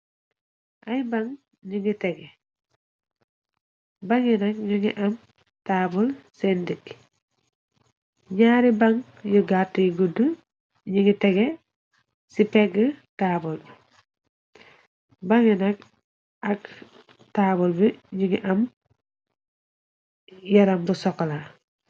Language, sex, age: Wolof, female, 25-35